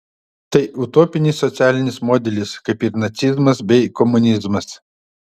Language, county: Lithuanian, Utena